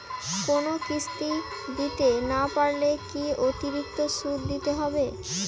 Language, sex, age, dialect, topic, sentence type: Bengali, female, 18-24, Rajbangshi, banking, question